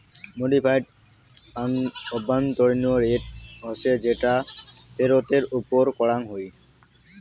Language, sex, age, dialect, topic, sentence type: Bengali, male, 18-24, Rajbangshi, banking, statement